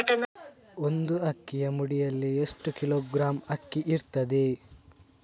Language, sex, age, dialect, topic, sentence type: Kannada, male, 36-40, Coastal/Dakshin, agriculture, question